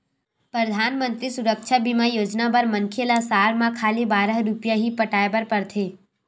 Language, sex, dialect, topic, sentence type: Chhattisgarhi, female, Western/Budati/Khatahi, banking, statement